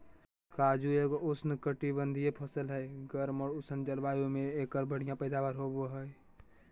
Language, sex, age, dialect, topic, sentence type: Magahi, male, 18-24, Southern, agriculture, statement